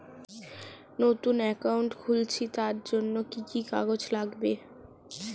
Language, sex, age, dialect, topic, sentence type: Bengali, female, 18-24, Standard Colloquial, banking, question